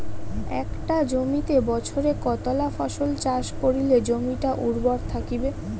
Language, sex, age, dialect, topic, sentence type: Bengali, female, 31-35, Rajbangshi, agriculture, question